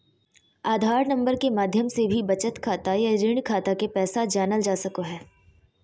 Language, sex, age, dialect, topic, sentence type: Magahi, female, 31-35, Southern, banking, statement